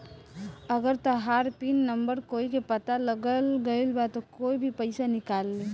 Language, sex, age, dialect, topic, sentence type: Bhojpuri, female, 18-24, Southern / Standard, banking, statement